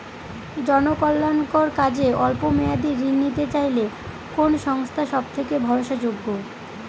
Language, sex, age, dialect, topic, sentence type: Bengali, female, 25-30, Northern/Varendri, banking, question